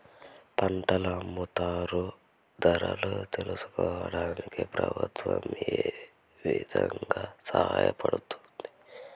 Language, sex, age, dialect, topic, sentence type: Telugu, male, 18-24, Southern, agriculture, question